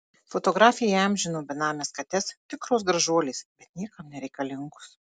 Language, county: Lithuanian, Marijampolė